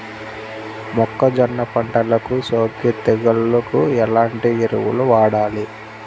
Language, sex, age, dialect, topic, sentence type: Telugu, male, 18-24, Central/Coastal, agriculture, question